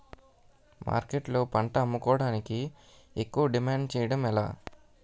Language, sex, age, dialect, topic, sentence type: Telugu, male, 18-24, Utterandhra, agriculture, question